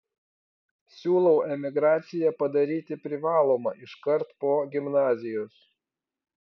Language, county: Lithuanian, Vilnius